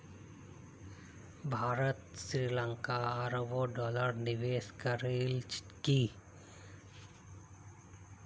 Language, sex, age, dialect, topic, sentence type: Magahi, male, 25-30, Northeastern/Surjapuri, banking, statement